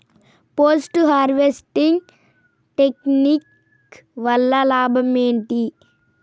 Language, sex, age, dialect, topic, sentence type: Telugu, female, 31-35, Telangana, agriculture, question